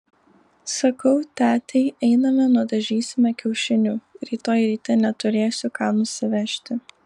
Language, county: Lithuanian, Alytus